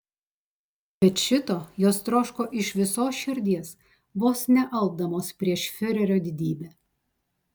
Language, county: Lithuanian, Telšiai